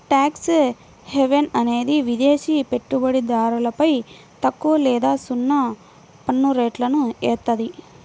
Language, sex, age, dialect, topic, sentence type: Telugu, female, 25-30, Central/Coastal, banking, statement